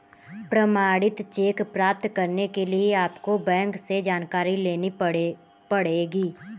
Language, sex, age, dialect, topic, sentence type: Hindi, male, 18-24, Kanauji Braj Bhasha, banking, statement